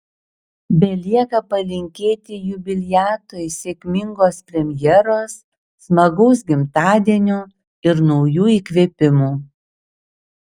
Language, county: Lithuanian, Šiauliai